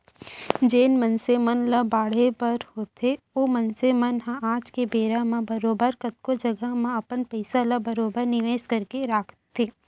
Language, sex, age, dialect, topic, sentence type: Chhattisgarhi, female, 25-30, Central, banking, statement